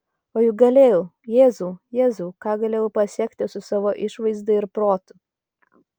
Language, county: Lithuanian, Kaunas